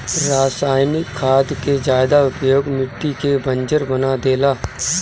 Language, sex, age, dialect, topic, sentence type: Bhojpuri, male, 31-35, Northern, agriculture, statement